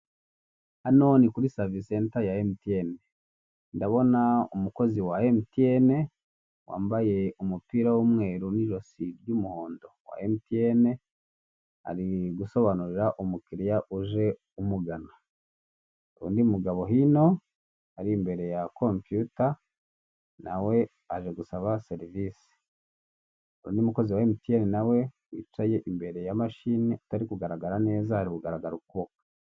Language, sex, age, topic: Kinyarwanda, male, 18-24, finance